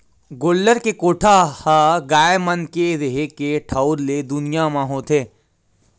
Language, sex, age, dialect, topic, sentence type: Chhattisgarhi, male, 18-24, Western/Budati/Khatahi, agriculture, statement